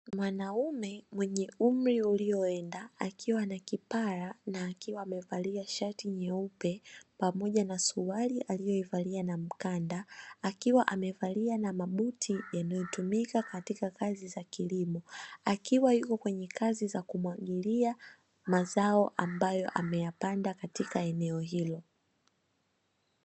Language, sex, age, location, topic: Swahili, female, 18-24, Dar es Salaam, agriculture